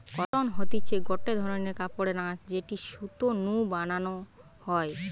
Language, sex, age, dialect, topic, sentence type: Bengali, female, 18-24, Western, agriculture, statement